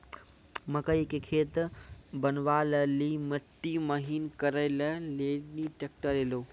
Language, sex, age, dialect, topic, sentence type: Maithili, male, 46-50, Angika, agriculture, question